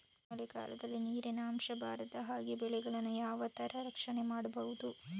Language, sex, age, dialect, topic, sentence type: Kannada, female, 36-40, Coastal/Dakshin, agriculture, question